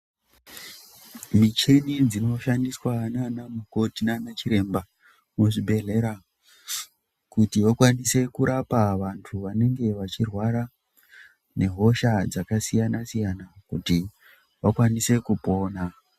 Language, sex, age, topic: Ndau, female, 18-24, health